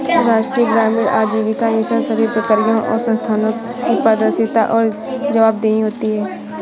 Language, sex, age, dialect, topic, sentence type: Hindi, female, 56-60, Awadhi Bundeli, banking, statement